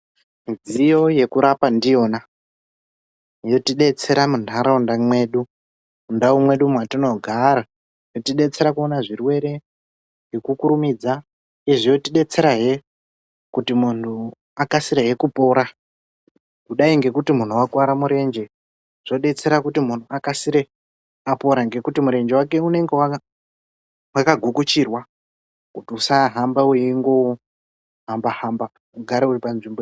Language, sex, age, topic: Ndau, male, 18-24, health